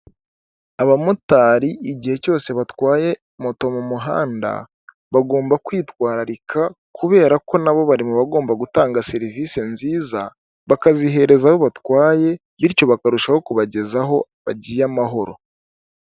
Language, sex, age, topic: Kinyarwanda, male, 18-24, government